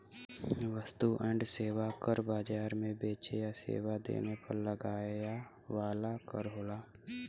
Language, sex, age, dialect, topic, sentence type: Bhojpuri, male, 18-24, Western, banking, statement